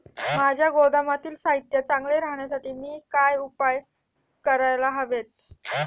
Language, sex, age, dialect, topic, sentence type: Marathi, female, 18-24, Standard Marathi, agriculture, question